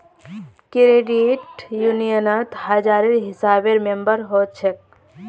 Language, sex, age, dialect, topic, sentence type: Magahi, female, 18-24, Northeastern/Surjapuri, banking, statement